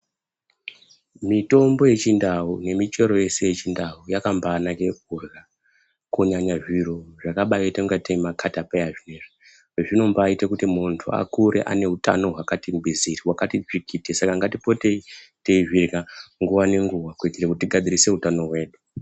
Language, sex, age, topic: Ndau, male, 25-35, health